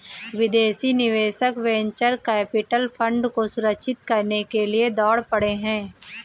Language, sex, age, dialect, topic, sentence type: Hindi, female, 18-24, Marwari Dhudhari, banking, statement